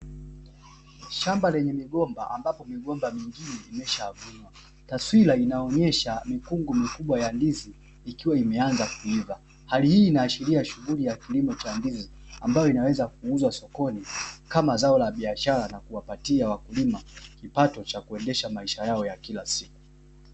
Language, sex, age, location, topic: Swahili, male, 25-35, Dar es Salaam, agriculture